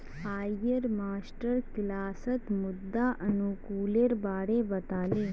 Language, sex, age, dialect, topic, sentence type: Magahi, female, 25-30, Northeastern/Surjapuri, agriculture, statement